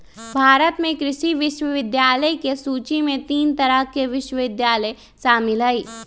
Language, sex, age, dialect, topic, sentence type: Magahi, male, 25-30, Western, agriculture, statement